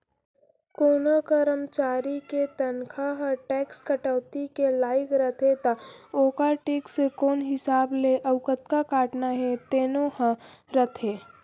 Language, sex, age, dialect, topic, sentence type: Chhattisgarhi, male, 25-30, Central, banking, statement